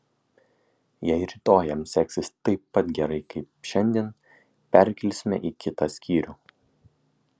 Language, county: Lithuanian, Kaunas